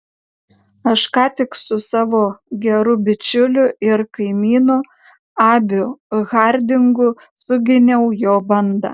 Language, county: Lithuanian, Kaunas